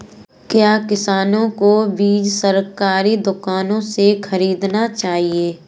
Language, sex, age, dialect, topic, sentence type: Hindi, female, 25-30, Kanauji Braj Bhasha, agriculture, question